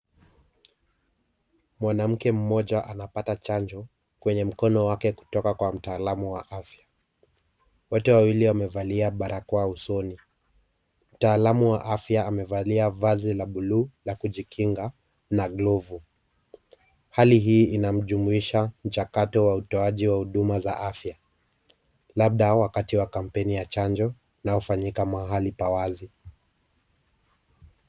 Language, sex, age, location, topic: Swahili, male, 25-35, Kisumu, health